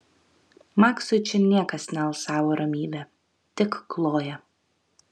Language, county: Lithuanian, Kaunas